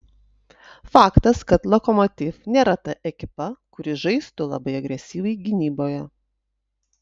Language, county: Lithuanian, Utena